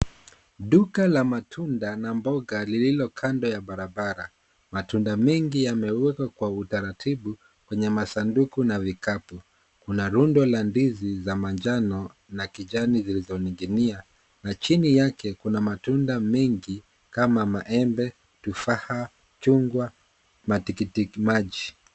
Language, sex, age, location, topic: Swahili, male, 36-49, Kisii, finance